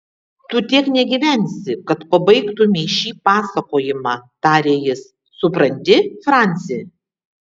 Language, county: Lithuanian, Vilnius